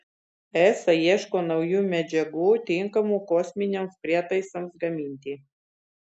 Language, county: Lithuanian, Vilnius